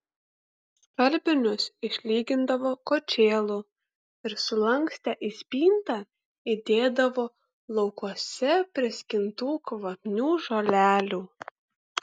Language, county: Lithuanian, Kaunas